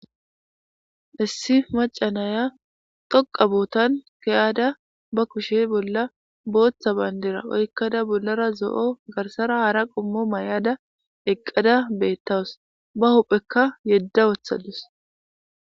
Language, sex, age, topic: Gamo, female, 25-35, government